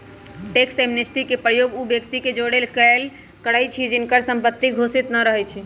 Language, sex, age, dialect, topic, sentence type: Magahi, female, 31-35, Western, banking, statement